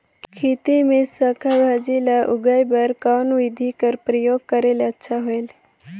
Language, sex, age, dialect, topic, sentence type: Chhattisgarhi, female, 18-24, Northern/Bhandar, agriculture, question